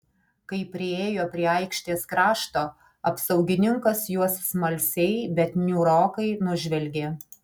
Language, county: Lithuanian, Alytus